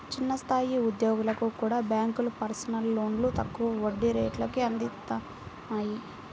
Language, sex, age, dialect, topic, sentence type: Telugu, female, 18-24, Central/Coastal, banking, statement